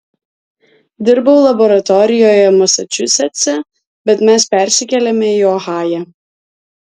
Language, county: Lithuanian, Alytus